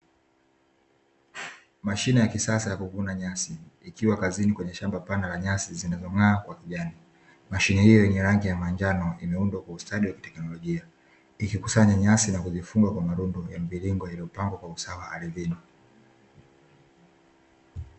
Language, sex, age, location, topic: Swahili, male, 25-35, Dar es Salaam, agriculture